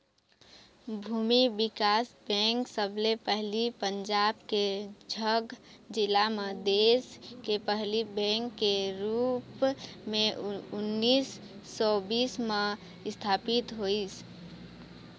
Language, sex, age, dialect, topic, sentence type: Chhattisgarhi, female, 25-30, Eastern, banking, statement